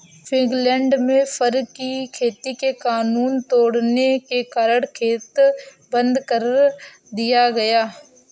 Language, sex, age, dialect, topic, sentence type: Hindi, female, 46-50, Awadhi Bundeli, agriculture, statement